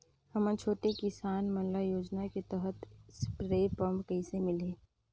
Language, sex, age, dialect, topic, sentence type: Chhattisgarhi, female, 31-35, Northern/Bhandar, agriculture, question